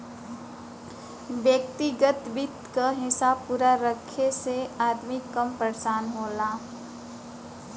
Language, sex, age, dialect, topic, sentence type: Bhojpuri, female, 18-24, Western, banking, statement